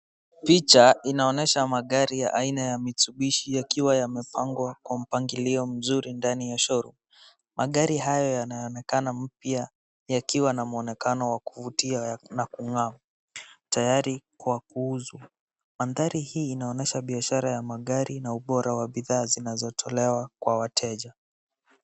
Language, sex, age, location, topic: Swahili, male, 18-24, Wajir, finance